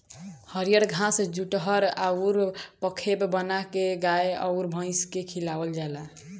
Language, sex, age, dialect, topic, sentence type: Bhojpuri, female, 18-24, Southern / Standard, agriculture, statement